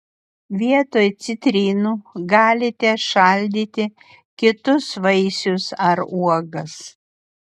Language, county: Lithuanian, Utena